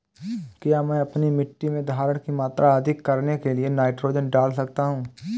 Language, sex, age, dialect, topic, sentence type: Hindi, male, 25-30, Awadhi Bundeli, agriculture, question